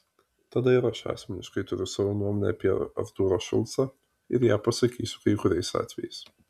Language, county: Lithuanian, Vilnius